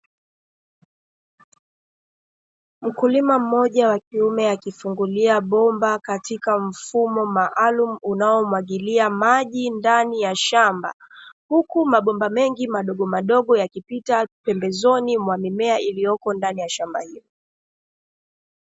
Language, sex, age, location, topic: Swahili, female, 25-35, Dar es Salaam, agriculture